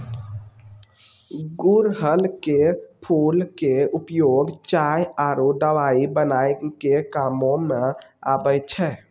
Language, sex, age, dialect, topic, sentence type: Maithili, male, 18-24, Angika, agriculture, statement